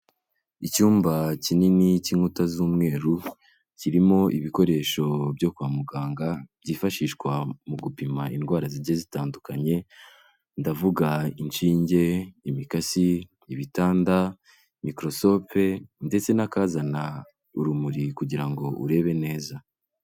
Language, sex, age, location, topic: Kinyarwanda, male, 18-24, Kigali, health